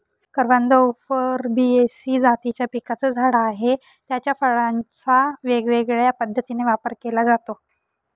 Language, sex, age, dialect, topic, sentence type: Marathi, female, 18-24, Northern Konkan, agriculture, statement